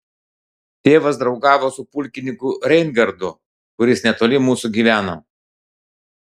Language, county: Lithuanian, Klaipėda